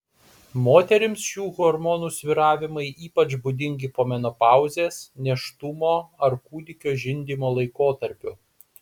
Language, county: Lithuanian, Panevėžys